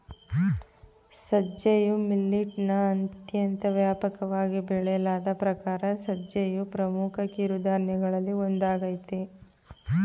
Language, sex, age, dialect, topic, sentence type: Kannada, female, 31-35, Mysore Kannada, agriculture, statement